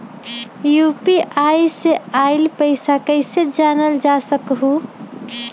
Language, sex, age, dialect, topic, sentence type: Magahi, female, 25-30, Western, banking, question